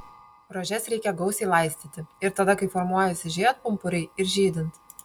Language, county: Lithuanian, Panevėžys